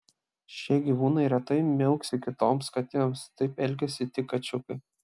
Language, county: Lithuanian, Klaipėda